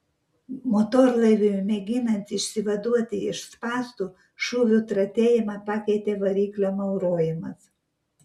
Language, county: Lithuanian, Vilnius